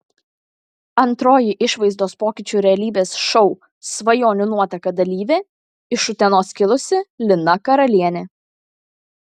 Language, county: Lithuanian, Kaunas